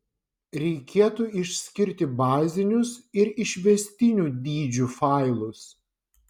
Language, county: Lithuanian, Vilnius